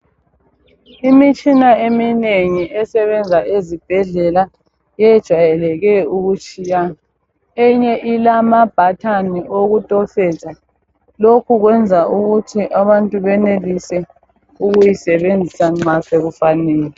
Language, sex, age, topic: North Ndebele, female, 25-35, health